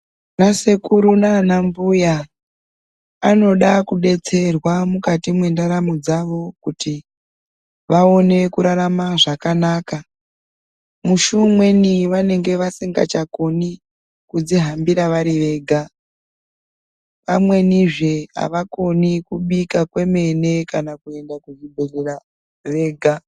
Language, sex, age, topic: Ndau, female, 36-49, health